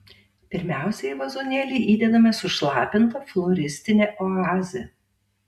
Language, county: Lithuanian, Tauragė